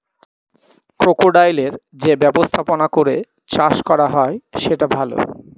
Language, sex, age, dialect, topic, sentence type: Bengali, male, 41-45, Northern/Varendri, agriculture, statement